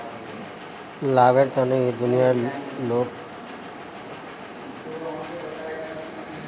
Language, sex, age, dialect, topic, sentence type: Magahi, male, 31-35, Northeastern/Surjapuri, banking, statement